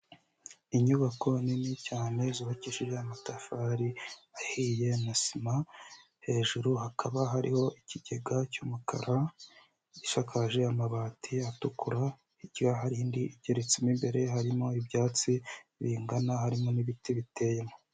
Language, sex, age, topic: Kinyarwanda, male, 18-24, education